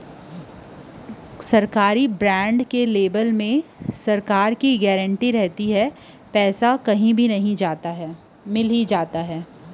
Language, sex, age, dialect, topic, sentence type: Chhattisgarhi, female, 25-30, Western/Budati/Khatahi, banking, statement